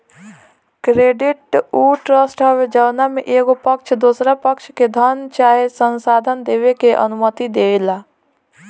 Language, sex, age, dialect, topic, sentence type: Bhojpuri, female, 18-24, Southern / Standard, banking, statement